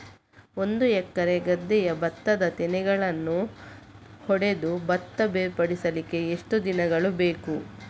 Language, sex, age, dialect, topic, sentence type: Kannada, female, 25-30, Coastal/Dakshin, agriculture, question